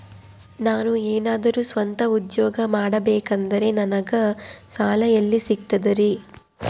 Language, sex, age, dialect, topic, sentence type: Kannada, female, 18-24, Central, banking, question